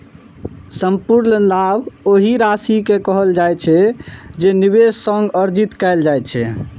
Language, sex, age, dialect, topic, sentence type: Maithili, male, 18-24, Eastern / Thethi, banking, statement